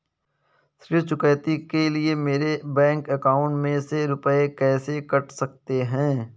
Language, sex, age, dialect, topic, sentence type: Hindi, male, 18-24, Kanauji Braj Bhasha, banking, question